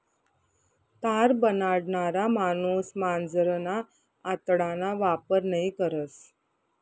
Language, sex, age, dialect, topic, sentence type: Marathi, female, 31-35, Northern Konkan, agriculture, statement